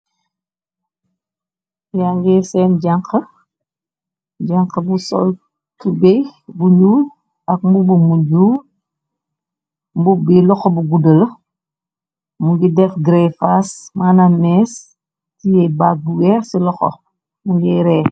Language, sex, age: Wolof, male, 18-24